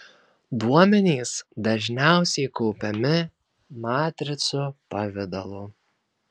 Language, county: Lithuanian, Kaunas